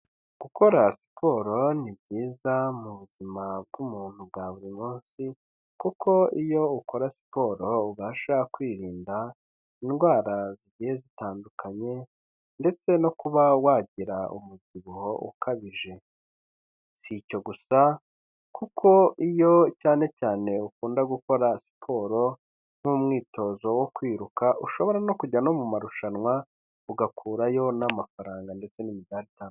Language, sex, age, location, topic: Kinyarwanda, male, 25-35, Kigali, health